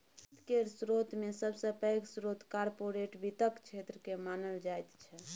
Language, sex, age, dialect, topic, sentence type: Maithili, female, 18-24, Bajjika, banking, statement